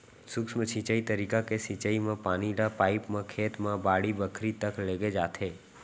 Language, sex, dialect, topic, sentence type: Chhattisgarhi, male, Central, agriculture, statement